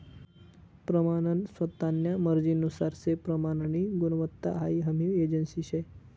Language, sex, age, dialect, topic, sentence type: Marathi, male, 18-24, Northern Konkan, agriculture, statement